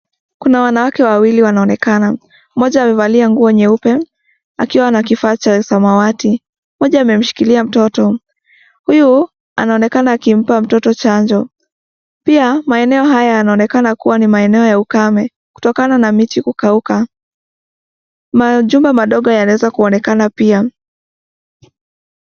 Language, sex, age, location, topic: Swahili, female, 18-24, Nakuru, health